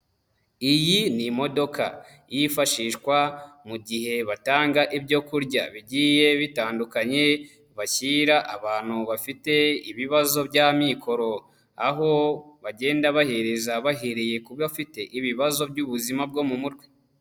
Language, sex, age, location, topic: Kinyarwanda, male, 25-35, Huye, health